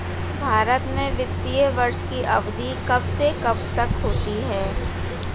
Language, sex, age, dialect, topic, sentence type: Hindi, female, 41-45, Hindustani Malvi Khadi Boli, agriculture, question